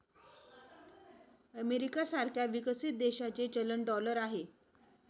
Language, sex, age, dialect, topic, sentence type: Marathi, female, 36-40, Northern Konkan, banking, statement